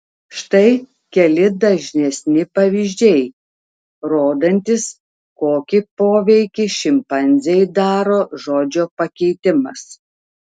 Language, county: Lithuanian, Telšiai